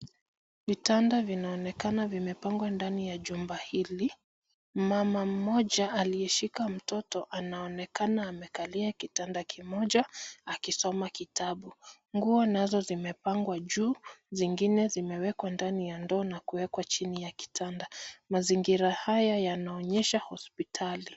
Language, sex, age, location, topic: Swahili, female, 25-35, Nairobi, health